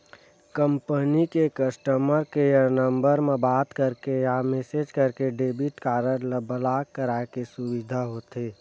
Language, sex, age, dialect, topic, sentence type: Chhattisgarhi, male, 18-24, Western/Budati/Khatahi, banking, statement